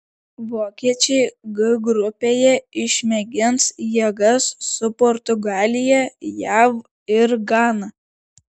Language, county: Lithuanian, Šiauliai